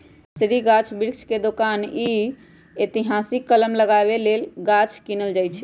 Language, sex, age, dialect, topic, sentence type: Magahi, female, 25-30, Western, agriculture, statement